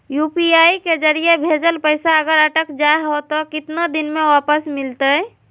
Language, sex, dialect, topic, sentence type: Magahi, female, Southern, banking, question